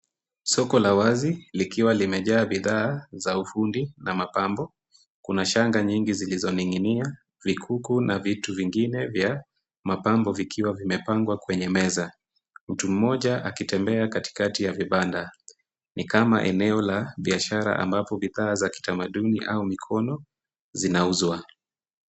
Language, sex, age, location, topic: Swahili, female, 18-24, Kisumu, finance